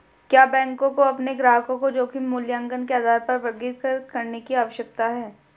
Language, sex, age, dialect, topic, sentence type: Hindi, male, 31-35, Hindustani Malvi Khadi Boli, banking, question